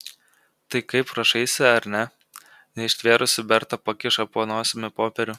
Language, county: Lithuanian, Kaunas